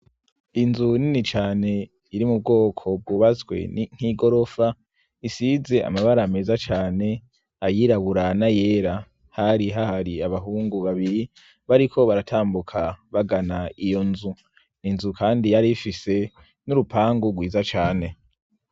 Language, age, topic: Rundi, 18-24, education